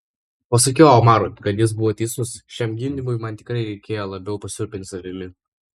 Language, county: Lithuanian, Vilnius